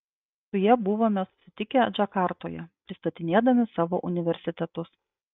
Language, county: Lithuanian, Klaipėda